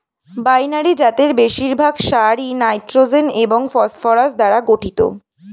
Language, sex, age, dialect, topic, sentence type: Bengali, female, <18, Standard Colloquial, agriculture, statement